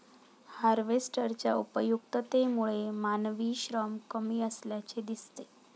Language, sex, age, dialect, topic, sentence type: Marathi, female, 31-35, Standard Marathi, agriculture, statement